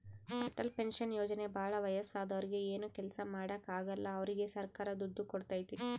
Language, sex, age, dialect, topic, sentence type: Kannada, female, 31-35, Central, banking, statement